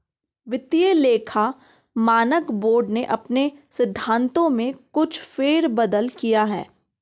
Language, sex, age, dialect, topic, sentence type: Hindi, female, 25-30, Garhwali, banking, statement